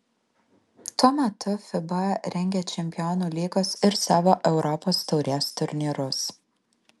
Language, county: Lithuanian, Alytus